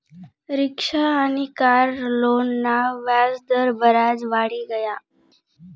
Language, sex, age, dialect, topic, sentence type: Marathi, female, 31-35, Northern Konkan, banking, statement